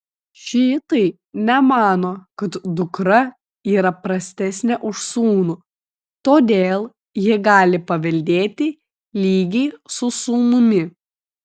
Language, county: Lithuanian, Vilnius